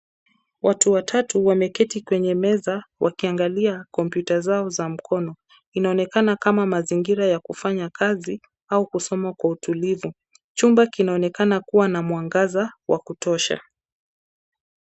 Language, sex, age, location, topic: Swahili, female, 25-35, Nairobi, education